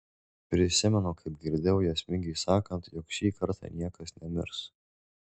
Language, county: Lithuanian, Šiauliai